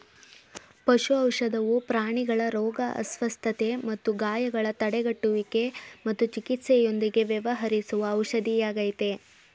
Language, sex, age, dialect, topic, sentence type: Kannada, male, 18-24, Mysore Kannada, agriculture, statement